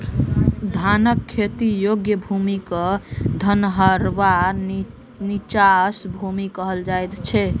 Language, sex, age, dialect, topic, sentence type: Maithili, male, 25-30, Southern/Standard, agriculture, statement